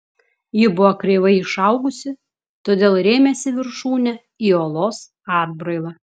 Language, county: Lithuanian, Klaipėda